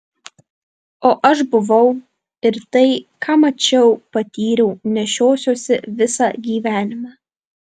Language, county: Lithuanian, Vilnius